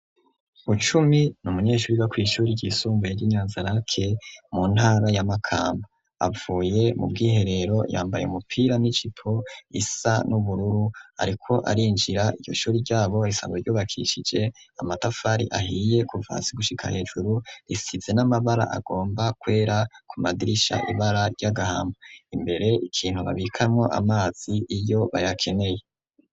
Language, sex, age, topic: Rundi, male, 25-35, education